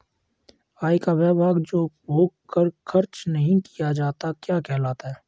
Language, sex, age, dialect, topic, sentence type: Hindi, male, 51-55, Kanauji Braj Bhasha, banking, question